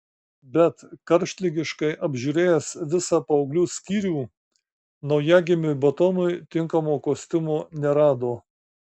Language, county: Lithuanian, Marijampolė